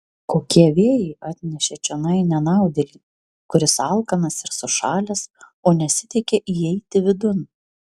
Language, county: Lithuanian, Vilnius